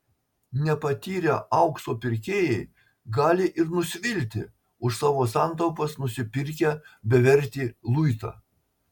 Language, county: Lithuanian, Marijampolė